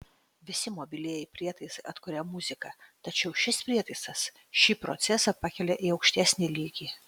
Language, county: Lithuanian, Utena